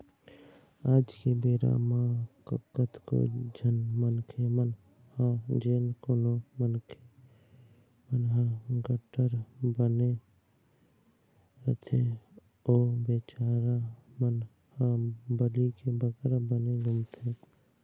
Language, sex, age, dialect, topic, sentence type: Chhattisgarhi, male, 18-24, Eastern, banking, statement